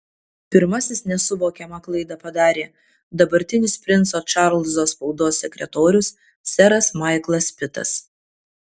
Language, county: Lithuanian, Kaunas